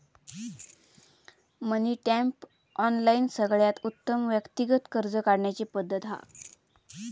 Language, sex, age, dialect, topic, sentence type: Marathi, female, 25-30, Southern Konkan, banking, statement